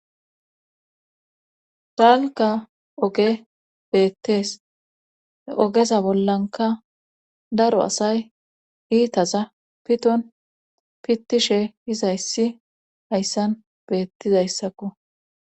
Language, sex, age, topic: Gamo, female, 25-35, government